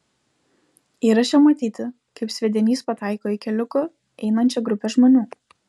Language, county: Lithuanian, Vilnius